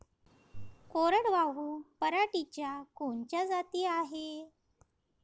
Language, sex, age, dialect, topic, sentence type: Marathi, female, 31-35, Varhadi, agriculture, question